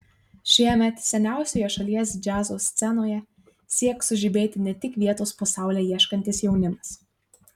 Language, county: Lithuanian, Marijampolė